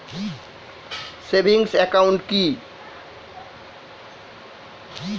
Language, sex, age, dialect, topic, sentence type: Bengali, male, 46-50, Standard Colloquial, banking, question